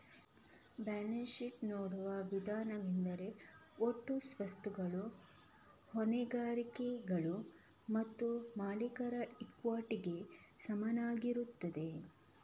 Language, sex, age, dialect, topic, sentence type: Kannada, female, 25-30, Coastal/Dakshin, banking, statement